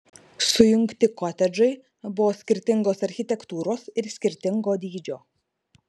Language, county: Lithuanian, Marijampolė